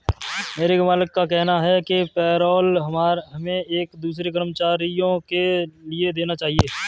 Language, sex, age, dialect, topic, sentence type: Hindi, male, 36-40, Kanauji Braj Bhasha, banking, statement